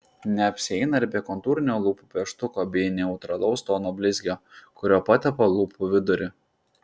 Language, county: Lithuanian, Klaipėda